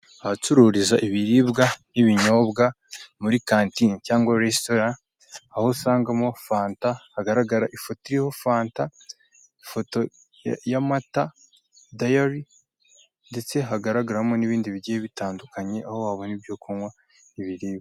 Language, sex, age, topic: Kinyarwanda, male, 18-24, finance